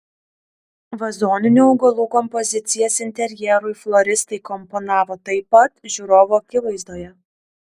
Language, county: Lithuanian, Kaunas